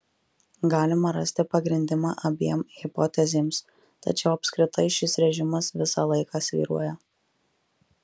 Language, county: Lithuanian, Marijampolė